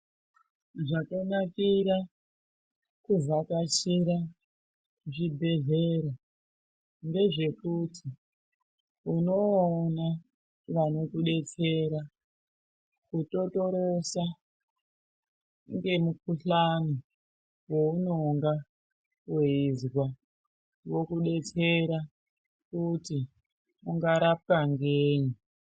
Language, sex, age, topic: Ndau, female, 18-24, health